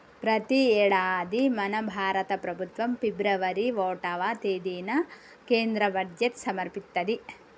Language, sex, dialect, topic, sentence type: Telugu, female, Telangana, banking, statement